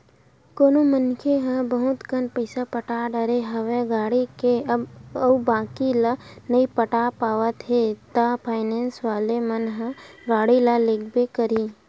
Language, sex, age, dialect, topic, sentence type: Chhattisgarhi, female, 51-55, Western/Budati/Khatahi, banking, statement